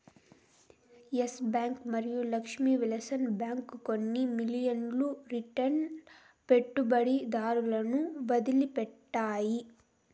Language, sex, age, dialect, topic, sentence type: Telugu, female, 18-24, Southern, banking, statement